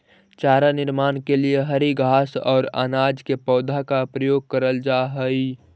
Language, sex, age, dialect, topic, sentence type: Magahi, male, 18-24, Central/Standard, agriculture, statement